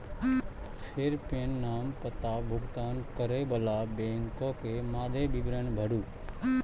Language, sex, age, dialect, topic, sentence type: Maithili, male, 31-35, Eastern / Thethi, banking, statement